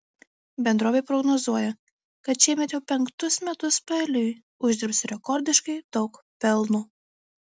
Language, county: Lithuanian, Marijampolė